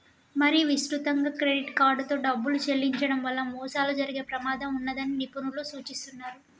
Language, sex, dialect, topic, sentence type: Telugu, female, Telangana, banking, statement